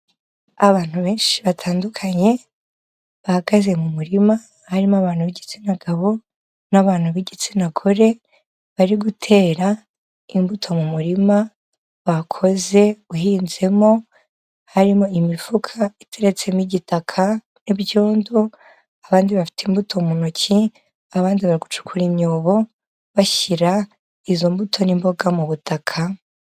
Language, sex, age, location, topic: Kinyarwanda, female, 25-35, Kigali, health